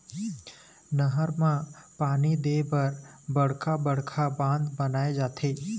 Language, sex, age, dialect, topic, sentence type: Chhattisgarhi, male, 18-24, Eastern, agriculture, statement